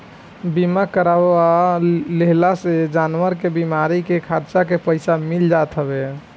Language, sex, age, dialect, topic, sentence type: Bhojpuri, male, 18-24, Northern, banking, statement